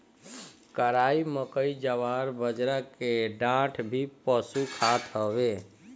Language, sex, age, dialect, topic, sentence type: Bhojpuri, female, 25-30, Northern, agriculture, statement